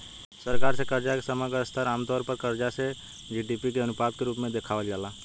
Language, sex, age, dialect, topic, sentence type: Bhojpuri, male, 18-24, Southern / Standard, banking, statement